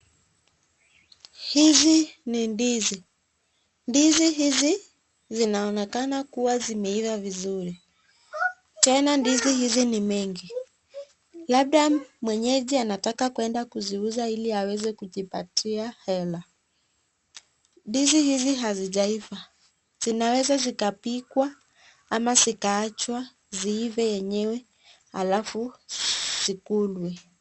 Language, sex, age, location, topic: Swahili, female, 25-35, Nakuru, agriculture